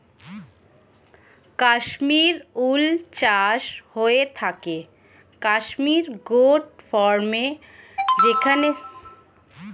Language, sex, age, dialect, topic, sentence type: Bengali, female, 25-30, Standard Colloquial, agriculture, statement